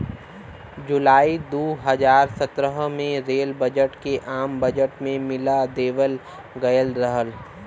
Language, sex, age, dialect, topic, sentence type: Bhojpuri, male, 18-24, Western, banking, statement